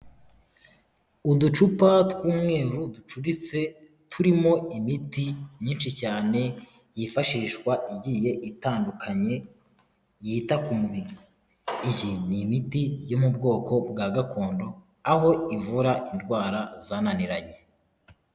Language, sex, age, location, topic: Kinyarwanda, male, 18-24, Huye, health